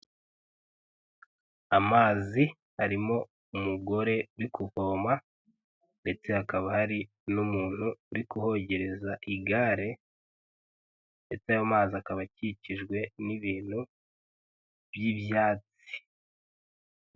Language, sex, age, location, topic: Kinyarwanda, male, 18-24, Huye, health